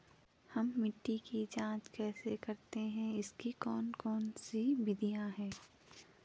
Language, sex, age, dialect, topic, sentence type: Hindi, female, 18-24, Garhwali, agriculture, question